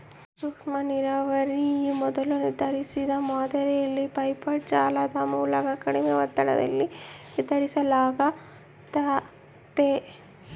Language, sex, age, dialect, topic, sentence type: Kannada, female, 25-30, Central, agriculture, statement